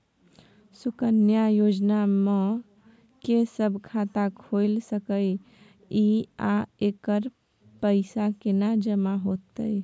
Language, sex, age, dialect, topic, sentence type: Maithili, female, 18-24, Bajjika, banking, question